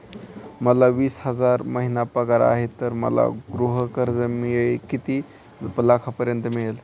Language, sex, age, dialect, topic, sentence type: Marathi, male, 18-24, Standard Marathi, banking, question